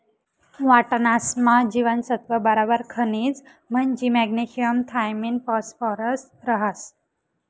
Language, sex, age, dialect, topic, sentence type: Marathi, female, 18-24, Northern Konkan, agriculture, statement